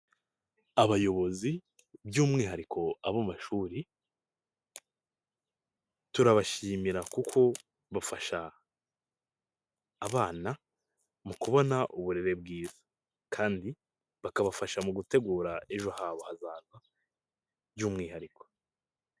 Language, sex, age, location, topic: Kinyarwanda, male, 18-24, Nyagatare, education